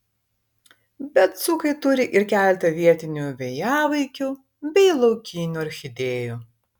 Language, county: Lithuanian, Vilnius